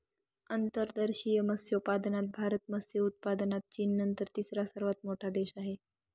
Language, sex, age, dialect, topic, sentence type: Marathi, female, 41-45, Northern Konkan, agriculture, statement